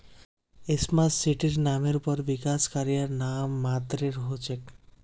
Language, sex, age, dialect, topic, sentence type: Magahi, male, 18-24, Northeastern/Surjapuri, banking, statement